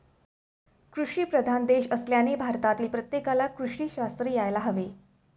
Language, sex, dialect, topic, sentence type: Marathi, female, Standard Marathi, banking, statement